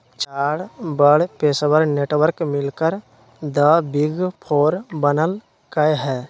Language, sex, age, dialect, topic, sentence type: Magahi, male, 60-100, Western, banking, statement